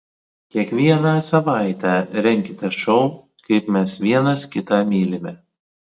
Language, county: Lithuanian, Vilnius